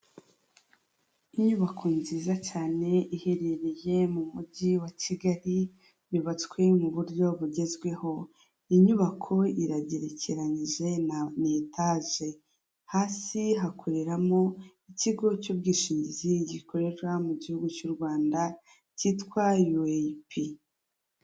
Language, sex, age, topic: Kinyarwanda, female, 25-35, finance